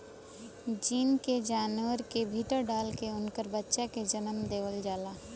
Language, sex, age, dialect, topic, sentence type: Bhojpuri, female, 18-24, Western, agriculture, statement